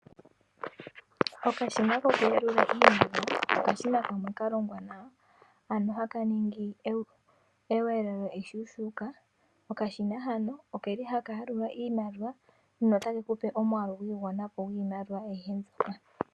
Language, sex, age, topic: Oshiwambo, female, 18-24, finance